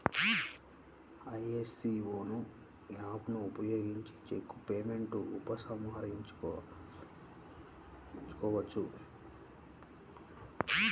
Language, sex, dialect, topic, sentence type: Telugu, male, Central/Coastal, banking, statement